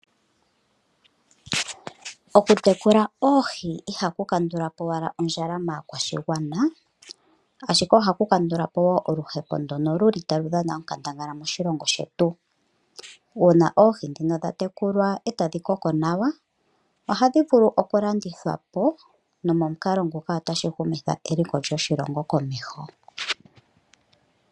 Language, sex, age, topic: Oshiwambo, female, 25-35, agriculture